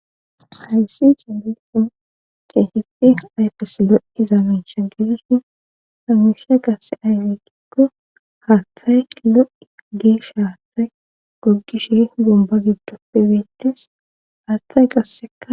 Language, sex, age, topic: Gamo, female, 25-35, government